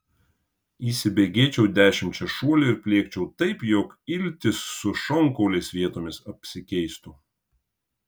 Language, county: Lithuanian, Kaunas